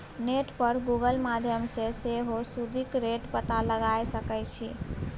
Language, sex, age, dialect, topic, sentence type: Maithili, female, 18-24, Bajjika, banking, statement